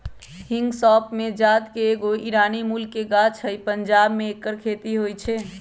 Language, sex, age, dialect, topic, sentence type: Magahi, female, 25-30, Western, agriculture, statement